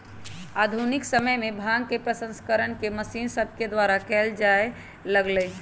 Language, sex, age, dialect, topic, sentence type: Magahi, male, 18-24, Western, agriculture, statement